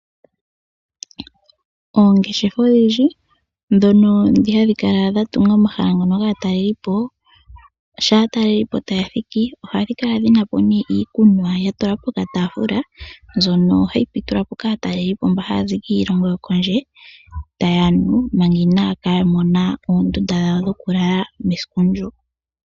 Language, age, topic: Oshiwambo, 18-24, agriculture